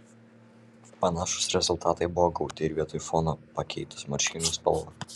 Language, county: Lithuanian, Kaunas